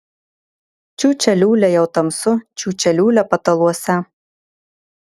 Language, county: Lithuanian, Marijampolė